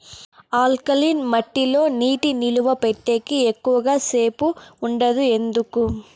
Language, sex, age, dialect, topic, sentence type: Telugu, female, 18-24, Southern, agriculture, question